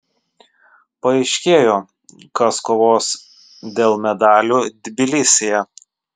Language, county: Lithuanian, Vilnius